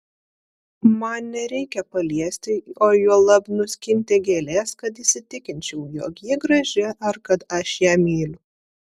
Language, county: Lithuanian, Vilnius